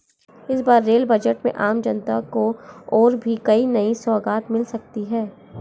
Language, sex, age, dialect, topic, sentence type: Hindi, female, 56-60, Marwari Dhudhari, banking, statement